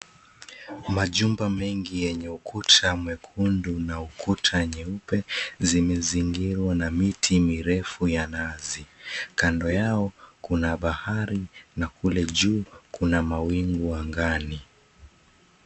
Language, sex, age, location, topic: Swahili, male, 25-35, Mombasa, agriculture